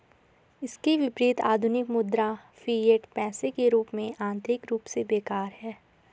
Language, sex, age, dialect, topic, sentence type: Hindi, female, 18-24, Garhwali, banking, statement